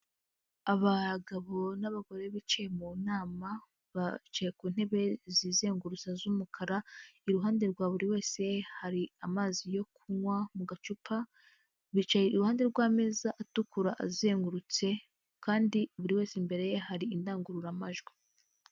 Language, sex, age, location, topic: Kinyarwanda, female, 25-35, Huye, government